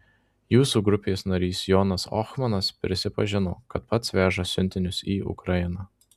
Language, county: Lithuanian, Marijampolė